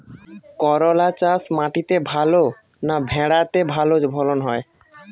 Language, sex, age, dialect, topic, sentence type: Bengali, male, 18-24, Western, agriculture, question